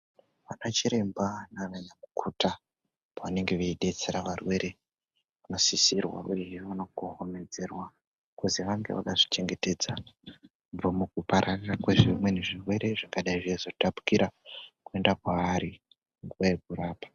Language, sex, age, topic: Ndau, female, 18-24, health